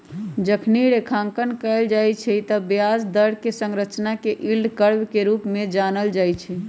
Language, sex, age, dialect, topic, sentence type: Magahi, female, 18-24, Western, banking, statement